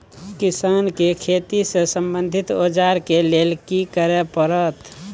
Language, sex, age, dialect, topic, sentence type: Maithili, male, 25-30, Bajjika, agriculture, question